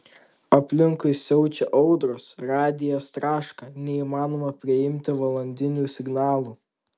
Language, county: Lithuanian, Tauragė